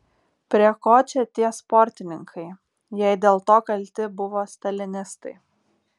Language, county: Lithuanian, Vilnius